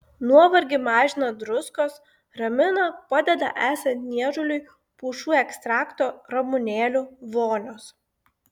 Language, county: Lithuanian, Klaipėda